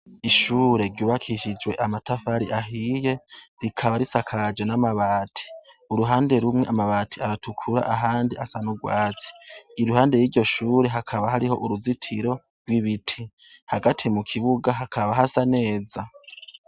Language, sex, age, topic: Rundi, male, 18-24, education